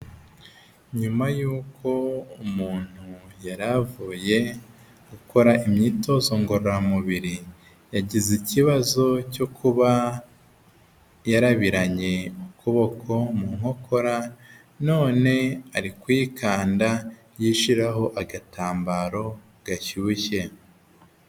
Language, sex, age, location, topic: Kinyarwanda, male, 18-24, Huye, health